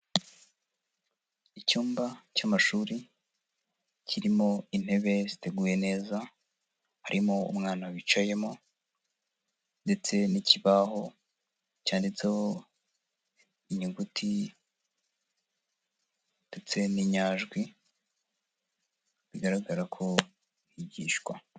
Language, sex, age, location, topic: Kinyarwanda, female, 25-35, Huye, education